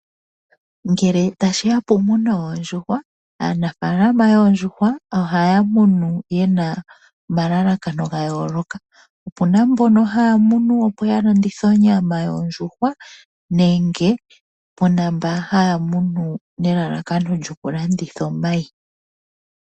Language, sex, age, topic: Oshiwambo, female, 25-35, agriculture